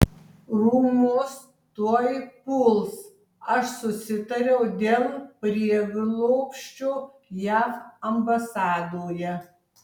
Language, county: Lithuanian, Tauragė